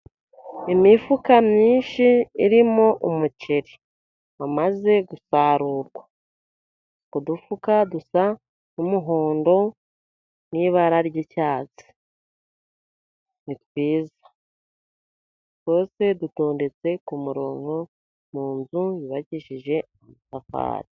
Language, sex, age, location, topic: Kinyarwanda, female, 50+, Musanze, agriculture